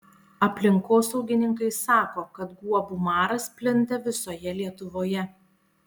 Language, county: Lithuanian, Panevėžys